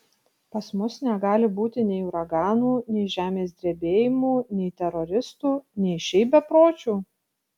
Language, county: Lithuanian, Kaunas